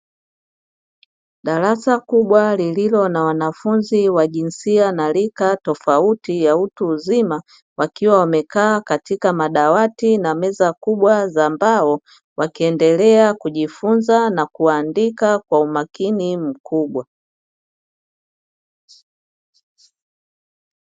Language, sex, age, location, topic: Swahili, female, 50+, Dar es Salaam, education